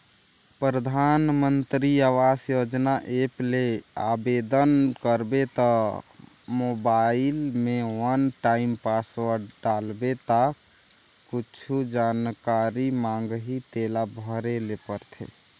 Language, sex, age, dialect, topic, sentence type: Chhattisgarhi, male, 18-24, Northern/Bhandar, banking, statement